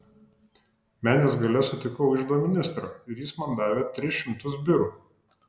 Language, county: Lithuanian, Kaunas